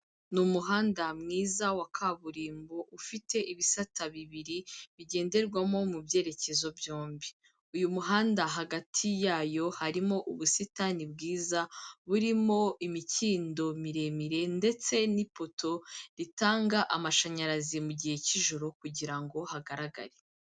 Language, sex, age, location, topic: Kinyarwanda, female, 25-35, Kigali, government